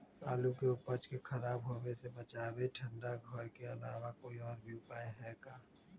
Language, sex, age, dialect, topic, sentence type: Magahi, male, 25-30, Western, agriculture, question